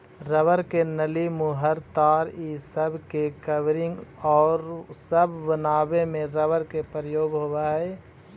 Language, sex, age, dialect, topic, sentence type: Magahi, male, 25-30, Central/Standard, banking, statement